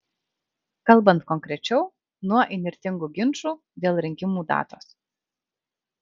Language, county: Lithuanian, Kaunas